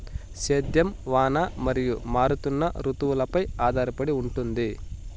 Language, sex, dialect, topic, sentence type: Telugu, male, Southern, agriculture, statement